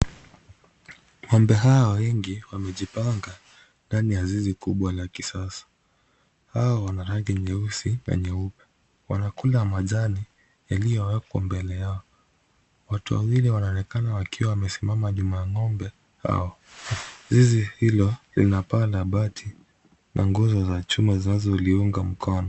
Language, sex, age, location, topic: Swahili, male, 25-35, Kisumu, agriculture